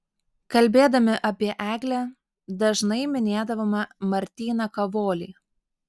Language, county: Lithuanian, Alytus